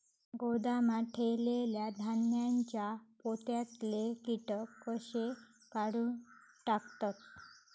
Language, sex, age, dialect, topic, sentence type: Marathi, female, 25-30, Southern Konkan, agriculture, question